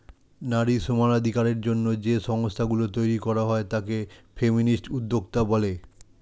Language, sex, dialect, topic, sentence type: Bengali, male, Standard Colloquial, banking, statement